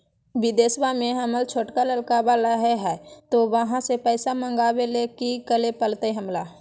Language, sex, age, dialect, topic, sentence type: Magahi, female, 41-45, Southern, banking, question